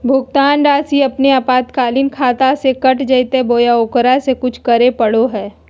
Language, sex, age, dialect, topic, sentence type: Magahi, female, 25-30, Southern, banking, question